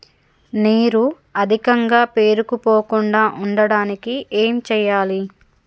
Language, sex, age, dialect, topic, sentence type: Telugu, female, 36-40, Telangana, agriculture, question